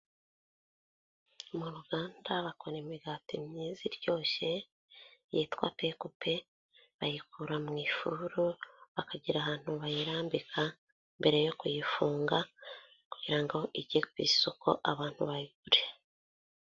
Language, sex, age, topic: Kinyarwanda, female, 25-35, finance